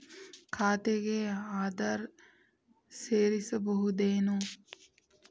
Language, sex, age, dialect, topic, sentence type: Kannada, female, 18-24, Dharwad Kannada, banking, question